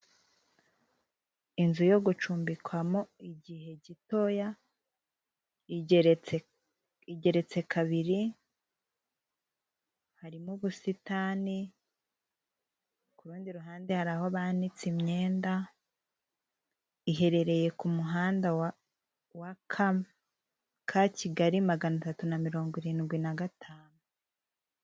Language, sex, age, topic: Kinyarwanda, female, 18-24, government